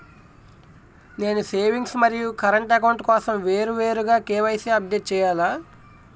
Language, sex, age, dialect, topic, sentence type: Telugu, male, 18-24, Utterandhra, banking, question